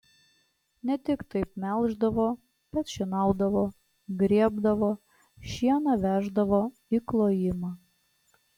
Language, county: Lithuanian, Klaipėda